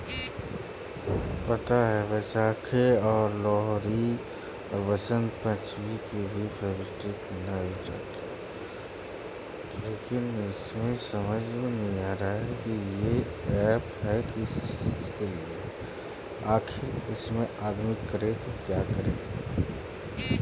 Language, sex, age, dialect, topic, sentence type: Magahi, male, 25-30, Western, agriculture, statement